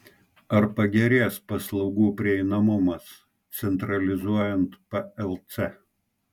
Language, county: Lithuanian, Klaipėda